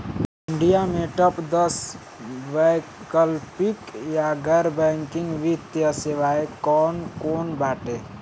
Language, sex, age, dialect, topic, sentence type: Bhojpuri, male, <18, Northern, banking, question